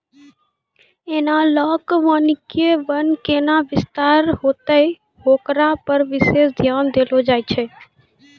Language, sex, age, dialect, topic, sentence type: Maithili, female, 18-24, Angika, agriculture, statement